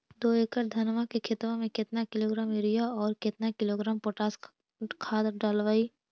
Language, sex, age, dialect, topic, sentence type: Magahi, female, 18-24, Central/Standard, agriculture, question